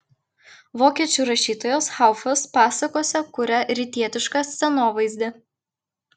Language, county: Lithuanian, Klaipėda